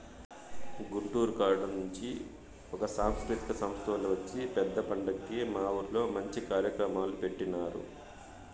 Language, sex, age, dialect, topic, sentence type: Telugu, male, 41-45, Southern, banking, statement